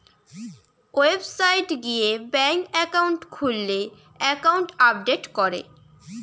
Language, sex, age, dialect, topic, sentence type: Bengali, female, <18, Western, banking, statement